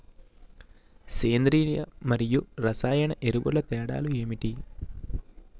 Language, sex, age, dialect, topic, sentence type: Telugu, male, 41-45, Utterandhra, agriculture, question